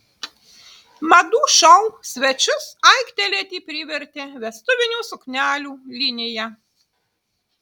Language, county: Lithuanian, Utena